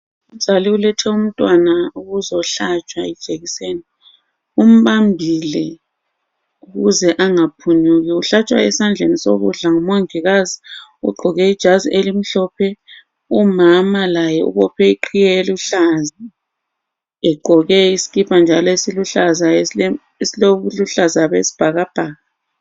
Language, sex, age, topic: North Ndebele, female, 36-49, health